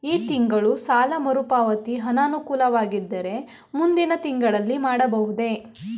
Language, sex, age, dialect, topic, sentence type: Kannada, female, 18-24, Mysore Kannada, banking, question